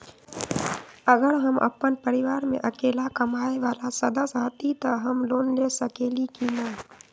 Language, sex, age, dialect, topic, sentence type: Magahi, female, 31-35, Western, banking, question